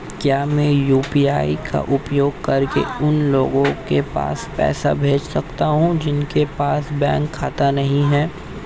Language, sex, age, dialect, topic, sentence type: Hindi, male, 18-24, Hindustani Malvi Khadi Boli, banking, question